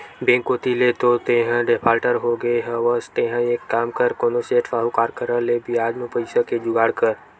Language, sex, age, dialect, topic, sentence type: Chhattisgarhi, male, 18-24, Western/Budati/Khatahi, banking, statement